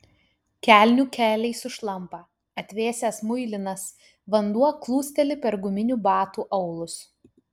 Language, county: Lithuanian, Utena